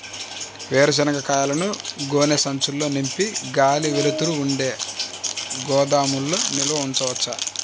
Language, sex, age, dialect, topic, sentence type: Telugu, male, 25-30, Central/Coastal, agriculture, question